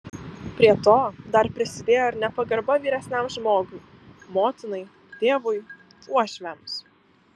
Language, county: Lithuanian, Alytus